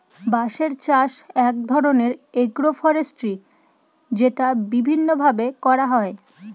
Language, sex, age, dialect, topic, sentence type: Bengali, female, 25-30, Northern/Varendri, agriculture, statement